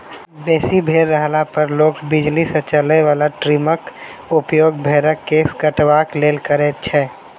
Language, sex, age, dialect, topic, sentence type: Maithili, male, 18-24, Southern/Standard, agriculture, statement